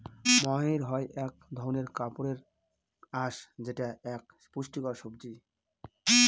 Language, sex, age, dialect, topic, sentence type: Bengali, male, 25-30, Northern/Varendri, agriculture, statement